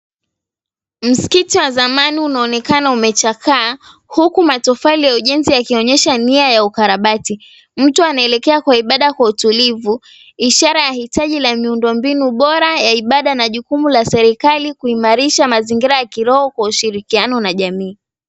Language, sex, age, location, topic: Swahili, female, 18-24, Mombasa, government